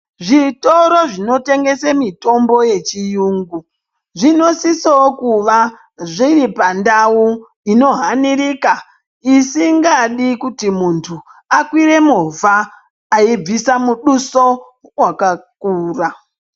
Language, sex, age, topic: Ndau, male, 25-35, health